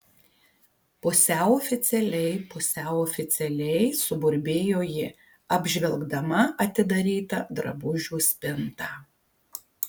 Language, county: Lithuanian, Kaunas